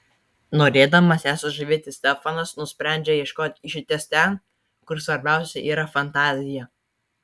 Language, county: Lithuanian, Kaunas